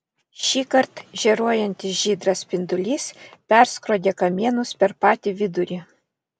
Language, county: Lithuanian, Vilnius